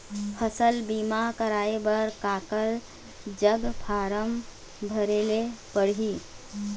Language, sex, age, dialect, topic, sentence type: Chhattisgarhi, female, 41-45, Eastern, agriculture, question